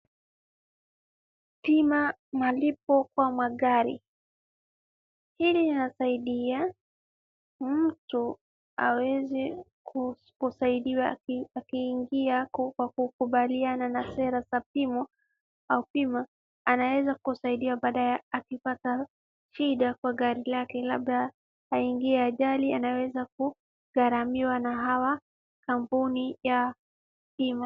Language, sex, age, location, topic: Swahili, female, 18-24, Wajir, finance